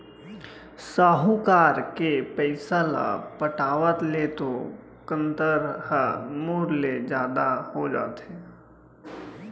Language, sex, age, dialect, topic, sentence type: Chhattisgarhi, male, 25-30, Central, banking, statement